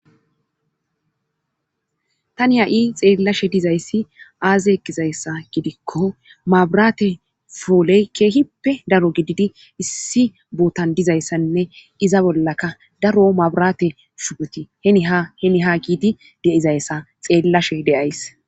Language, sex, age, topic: Gamo, female, 25-35, government